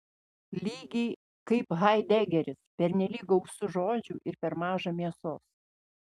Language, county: Lithuanian, Panevėžys